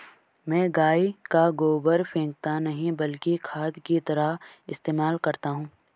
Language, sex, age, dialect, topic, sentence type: Hindi, male, 18-24, Garhwali, agriculture, statement